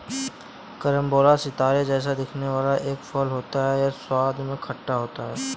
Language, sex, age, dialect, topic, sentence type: Hindi, male, 18-24, Kanauji Braj Bhasha, agriculture, statement